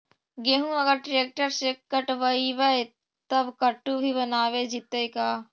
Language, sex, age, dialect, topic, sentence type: Magahi, female, 51-55, Central/Standard, agriculture, question